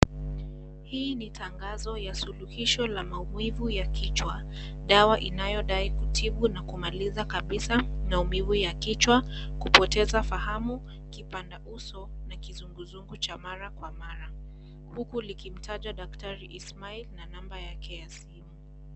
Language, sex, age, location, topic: Swahili, female, 18-24, Kisii, health